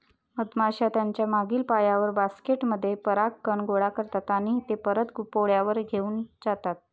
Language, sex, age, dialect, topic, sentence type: Marathi, female, 51-55, Varhadi, agriculture, statement